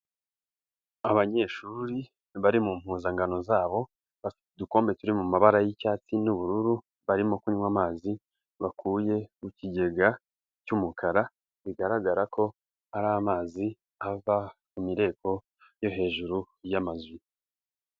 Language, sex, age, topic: Kinyarwanda, male, 18-24, health